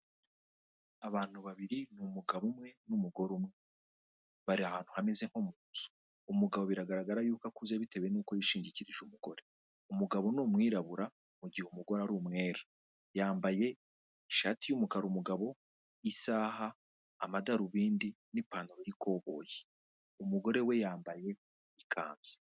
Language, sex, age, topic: Kinyarwanda, female, 25-35, health